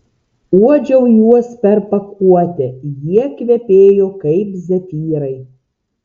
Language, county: Lithuanian, Tauragė